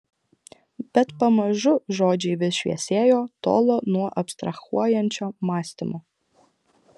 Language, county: Lithuanian, Klaipėda